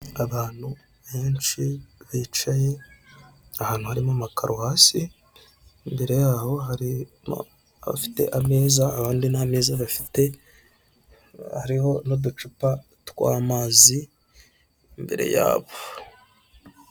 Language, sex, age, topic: Kinyarwanda, male, 25-35, government